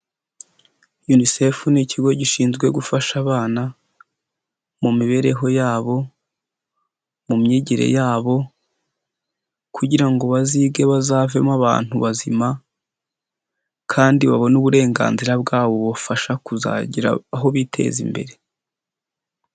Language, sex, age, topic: Kinyarwanda, male, 18-24, health